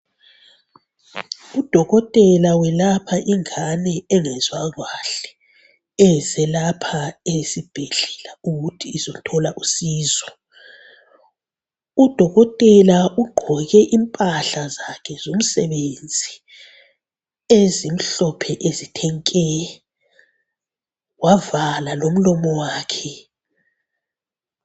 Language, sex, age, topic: North Ndebele, female, 25-35, health